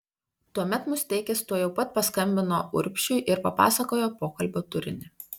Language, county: Lithuanian, Panevėžys